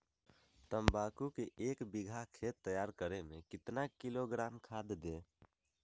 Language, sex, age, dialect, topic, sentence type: Magahi, male, 18-24, Western, agriculture, question